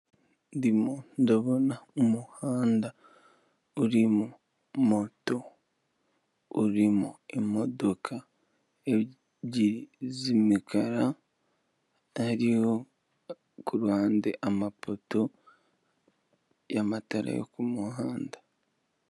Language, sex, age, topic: Kinyarwanda, male, 18-24, government